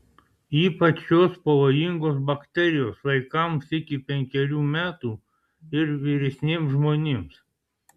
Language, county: Lithuanian, Klaipėda